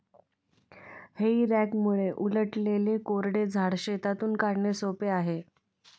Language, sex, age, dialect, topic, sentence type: Marathi, female, 25-30, Standard Marathi, agriculture, statement